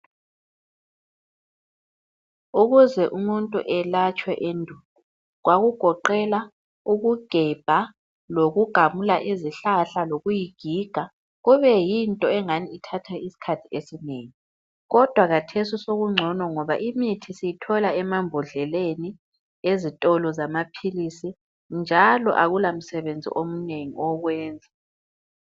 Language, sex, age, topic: North Ndebele, female, 25-35, health